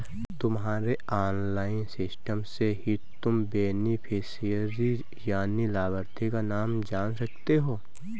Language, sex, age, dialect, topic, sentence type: Hindi, male, 18-24, Awadhi Bundeli, banking, statement